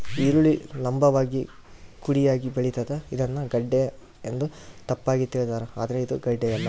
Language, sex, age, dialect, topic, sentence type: Kannada, female, 18-24, Central, agriculture, statement